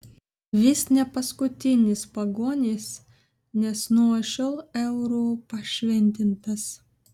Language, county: Lithuanian, Vilnius